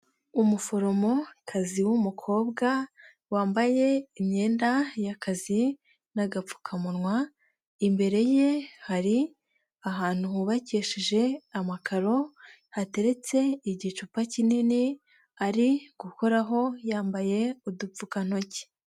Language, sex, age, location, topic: Kinyarwanda, female, 18-24, Nyagatare, agriculture